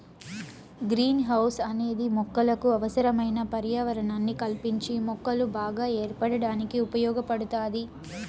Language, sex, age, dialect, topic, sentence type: Telugu, female, 25-30, Southern, agriculture, statement